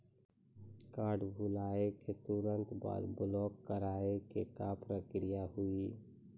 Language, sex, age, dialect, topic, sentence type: Maithili, male, 25-30, Angika, banking, question